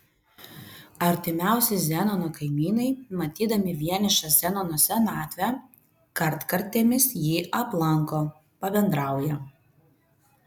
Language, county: Lithuanian, Vilnius